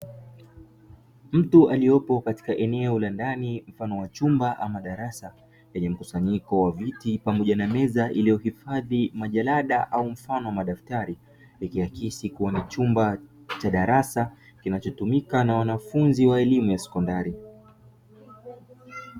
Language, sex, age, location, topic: Swahili, male, 25-35, Dar es Salaam, education